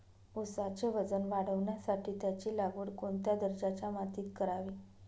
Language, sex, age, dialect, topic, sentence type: Marathi, male, 31-35, Northern Konkan, agriculture, question